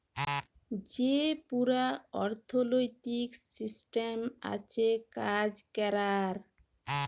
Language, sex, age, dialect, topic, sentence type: Bengali, female, 18-24, Jharkhandi, banking, statement